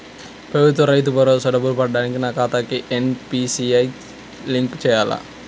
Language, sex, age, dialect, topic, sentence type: Telugu, male, 18-24, Central/Coastal, banking, question